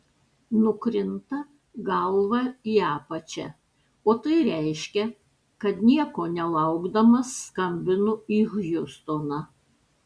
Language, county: Lithuanian, Panevėžys